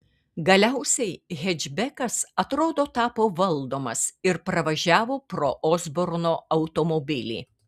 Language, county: Lithuanian, Kaunas